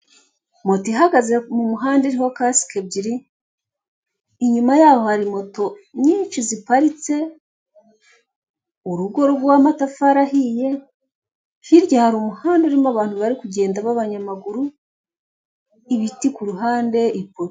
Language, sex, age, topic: Kinyarwanda, female, 36-49, government